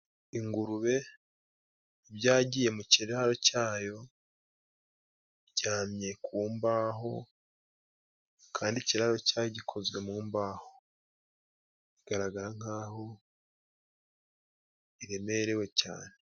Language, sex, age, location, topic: Kinyarwanda, male, 25-35, Musanze, agriculture